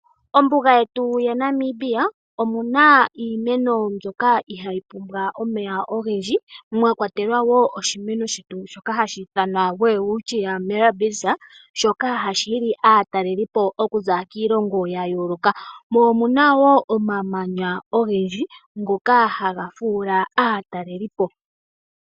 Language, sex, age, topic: Oshiwambo, female, 18-24, agriculture